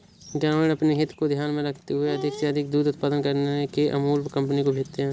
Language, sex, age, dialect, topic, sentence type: Hindi, male, 18-24, Awadhi Bundeli, agriculture, statement